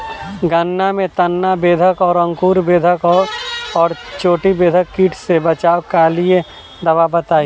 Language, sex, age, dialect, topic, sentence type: Bhojpuri, male, 25-30, Southern / Standard, agriculture, question